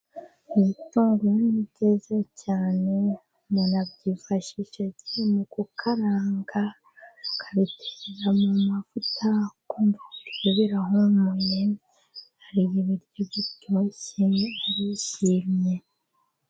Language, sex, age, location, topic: Kinyarwanda, female, 25-35, Musanze, agriculture